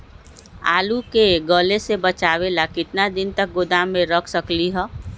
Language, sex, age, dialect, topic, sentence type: Magahi, female, 36-40, Western, agriculture, question